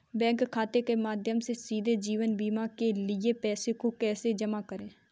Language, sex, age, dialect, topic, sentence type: Hindi, female, 18-24, Kanauji Braj Bhasha, banking, question